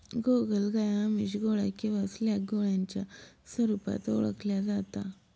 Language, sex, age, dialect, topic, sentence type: Marathi, female, 25-30, Northern Konkan, agriculture, statement